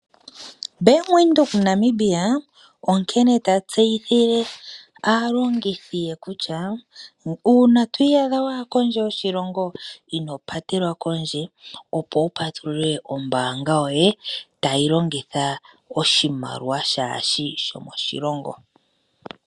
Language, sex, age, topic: Oshiwambo, female, 25-35, finance